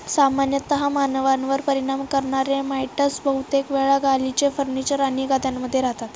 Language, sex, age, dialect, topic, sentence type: Marathi, female, 36-40, Standard Marathi, agriculture, statement